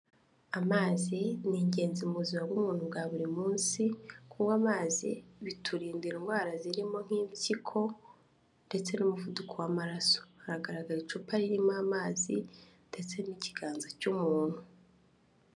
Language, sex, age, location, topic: Kinyarwanda, female, 25-35, Kigali, health